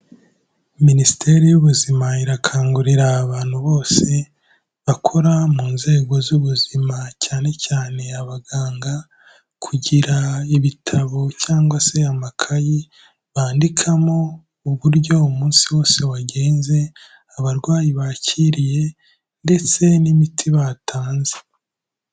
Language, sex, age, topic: Kinyarwanda, male, 18-24, health